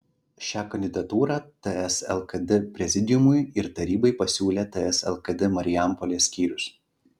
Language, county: Lithuanian, Klaipėda